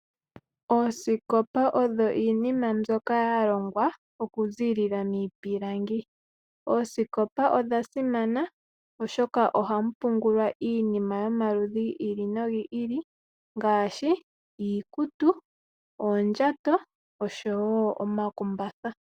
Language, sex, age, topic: Oshiwambo, female, 18-24, finance